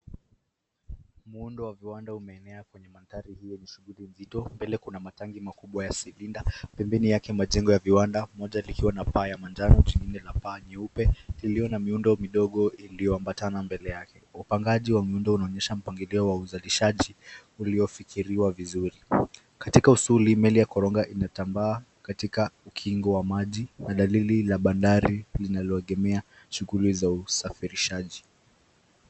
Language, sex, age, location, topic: Swahili, male, 18-24, Nairobi, government